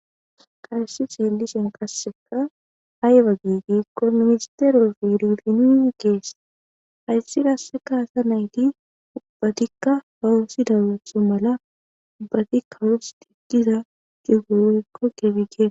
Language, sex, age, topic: Gamo, female, 25-35, government